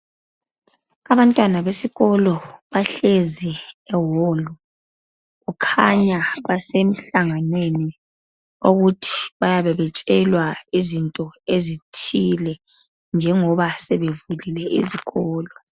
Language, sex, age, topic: North Ndebele, male, 25-35, education